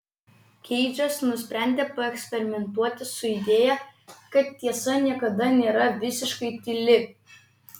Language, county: Lithuanian, Vilnius